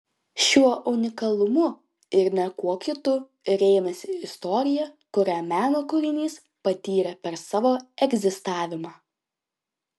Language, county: Lithuanian, Klaipėda